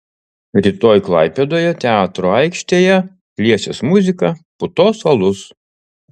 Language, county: Lithuanian, Utena